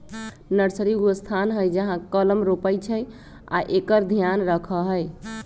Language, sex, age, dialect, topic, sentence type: Magahi, female, 25-30, Western, agriculture, statement